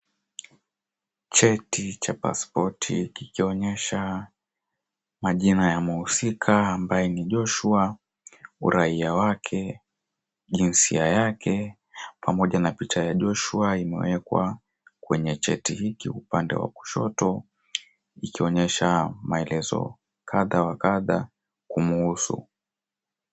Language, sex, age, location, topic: Swahili, male, 18-24, Mombasa, government